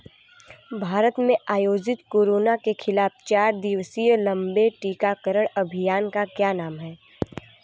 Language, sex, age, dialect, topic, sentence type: Hindi, female, 18-24, Hindustani Malvi Khadi Boli, banking, question